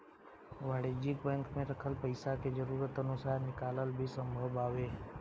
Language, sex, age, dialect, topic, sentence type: Bhojpuri, male, 18-24, Southern / Standard, banking, statement